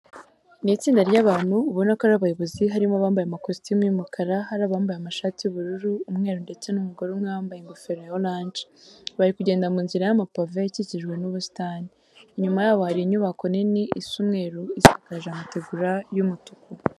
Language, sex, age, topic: Kinyarwanda, female, 18-24, education